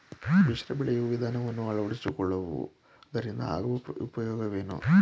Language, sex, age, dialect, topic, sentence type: Kannada, male, 25-30, Mysore Kannada, agriculture, question